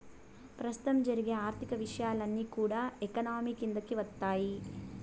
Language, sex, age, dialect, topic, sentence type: Telugu, female, 18-24, Southern, banking, statement